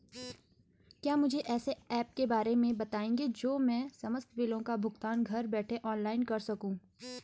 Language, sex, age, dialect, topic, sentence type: Hindi, female, 18-24, Garhwali, banking, question